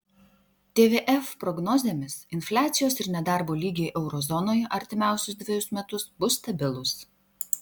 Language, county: Lithuanian, Vilnius